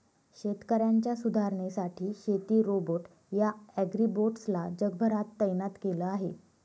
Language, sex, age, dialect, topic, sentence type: Marathi, female, 25-30, Northern Konkan, agriculture, statement